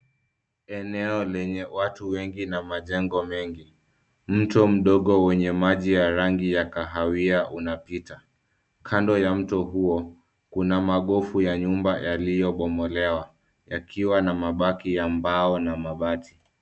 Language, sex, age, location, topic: Swahili, male, 25-35, Nairobi, government